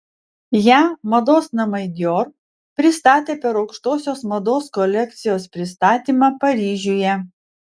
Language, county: Lithuanian, Vilnius